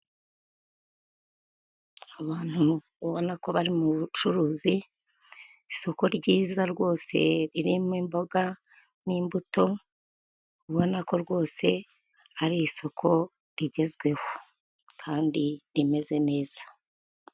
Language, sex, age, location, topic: Kinyarwanda, female, 50+, Kigali, finance